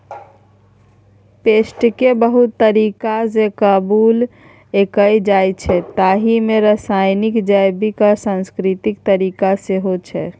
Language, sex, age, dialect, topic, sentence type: Maithili, male, 25-30, Bajjika, agriculture, statement